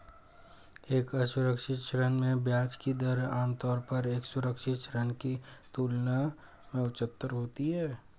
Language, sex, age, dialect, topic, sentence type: Hindi, male, 18-24, Hindustani Malvi Khadi Boli, banking, question